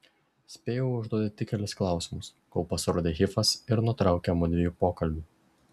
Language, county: Lithuanian, Šiauliai